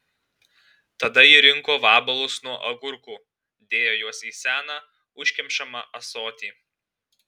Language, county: Lithuanian, Alytus